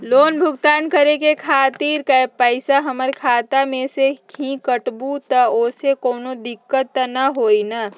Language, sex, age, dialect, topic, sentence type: Magahi, female, 60-100, Western, banking, question